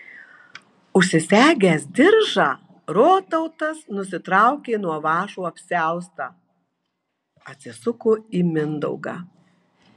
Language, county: Lithuanian, Marijampolė